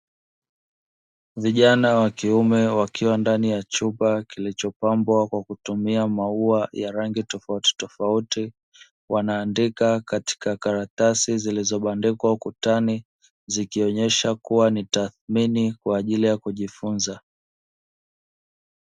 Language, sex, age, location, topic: Swahili, male, 18-24, Dar es Salaam, education